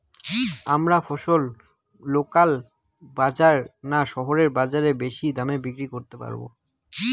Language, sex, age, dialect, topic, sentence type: Bengali, male, 18-24, Rajbangshi, agriculture, question